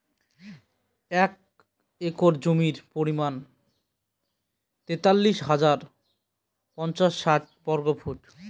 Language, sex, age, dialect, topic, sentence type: Bengali, male, 25-30, Northern/Varendri, agriculture, statement